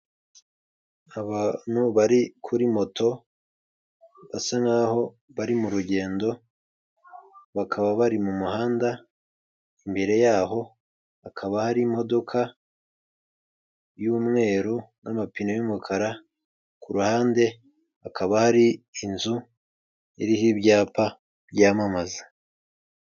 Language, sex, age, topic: Kinyarwanda, male, 25-35, government